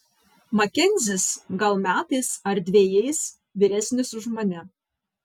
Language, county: Lithuanian, Vilnius